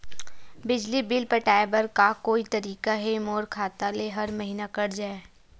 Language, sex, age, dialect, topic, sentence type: Chhattisgarhi, female, 51-55, Western/Budati/Khatahi, banking, question